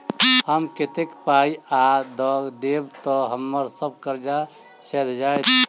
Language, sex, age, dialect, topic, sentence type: Maithili, male, 31-35, Southern/Standard, banking, question